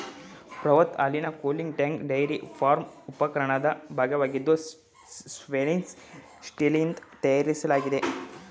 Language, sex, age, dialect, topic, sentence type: Kannada, male, 18-24, Mysore Kannada, agriculture, statement